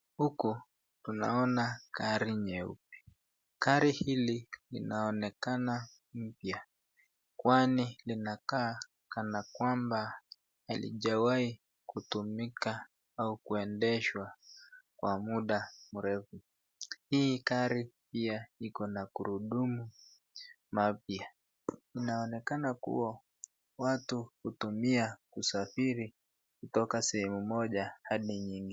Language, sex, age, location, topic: Swahili, female, 36-49, Nakuru, finance